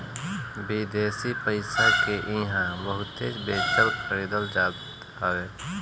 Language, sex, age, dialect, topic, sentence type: Bhojpuri, male, 25-30, Northern, banking, statement